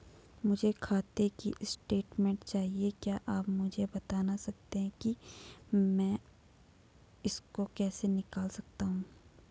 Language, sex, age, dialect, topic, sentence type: Hindi, female, 18-24, Garhwali, banking, question